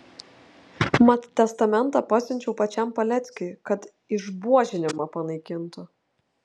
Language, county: Lithuanian, Telšiai